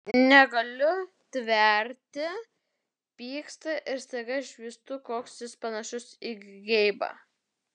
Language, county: Lithuanian, Vilnius